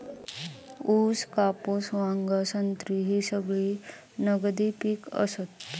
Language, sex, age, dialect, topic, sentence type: Marathi, female, 31-35, Southern Konkan, agriculture, statement